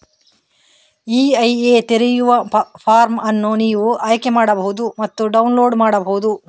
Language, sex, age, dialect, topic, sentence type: Kannada, female, 31-35, Coastal/Dakshin, banking, statement